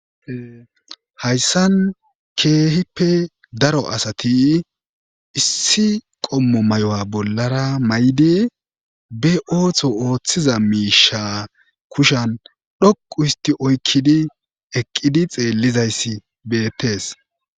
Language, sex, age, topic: Gamo, male, 18-24, government